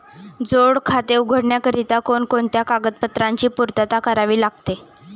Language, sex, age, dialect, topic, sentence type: Marathi, female, 18-24, Standard Marathi, banking, question